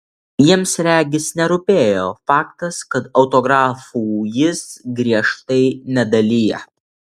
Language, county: Lithuanian, Alytus